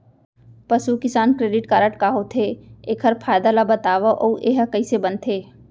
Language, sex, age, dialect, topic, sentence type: Chhattisgarhi, female, 25-30, Central, banking, question